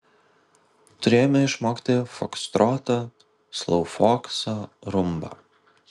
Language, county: Lithuanian, Vilnius